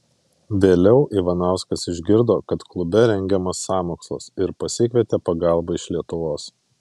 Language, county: Lithuanian, Vilnius